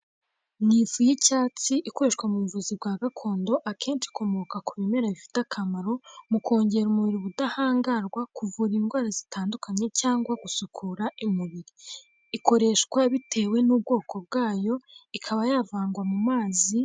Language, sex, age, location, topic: Kinyarwanda, female, 18-24, Kigali, health